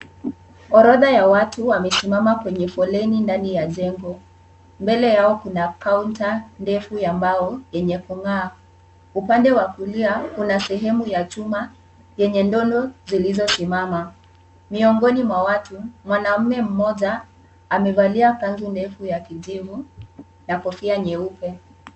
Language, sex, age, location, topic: Swahili, male, 18-24, Kisumu, government